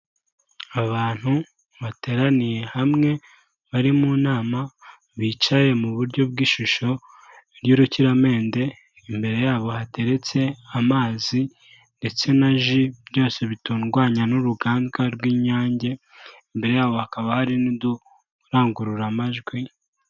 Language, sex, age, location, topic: Kinyarwanda, male, 18-24, Kigali, government